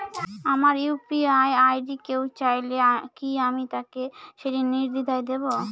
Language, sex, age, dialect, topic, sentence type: Bengali, female, 18-24, Northern/Varendri, banking, question